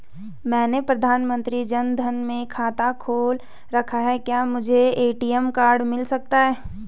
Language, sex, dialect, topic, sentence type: Hindi, female, Garhwali, banking, question